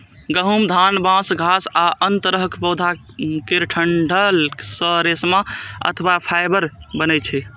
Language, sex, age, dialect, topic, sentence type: Maithili, male, 18-24, Eastern / Thethi, agriculture, statement